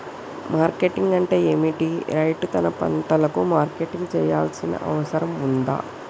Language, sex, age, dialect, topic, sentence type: Telugu, female, 25-30, Telangana, agriculture, question